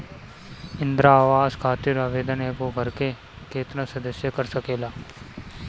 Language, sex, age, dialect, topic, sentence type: Bhojpuri, male, 25-30, Northern, banking, question